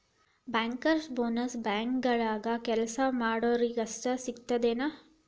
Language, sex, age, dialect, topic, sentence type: Kannada, female, 18-24, Dharwad Kannada, banking, statement